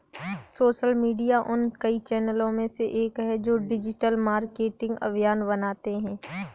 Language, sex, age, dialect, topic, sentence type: Hindi, female, 18-24, Kanauji Braj Bhasha, banking, statement